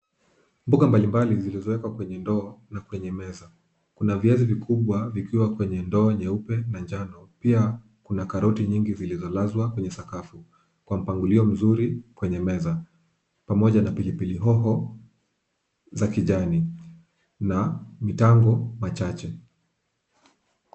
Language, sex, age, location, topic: Swahili, male, 25-35, Kisumu, finance